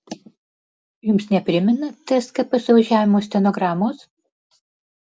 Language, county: Lithuanian, Panevėžys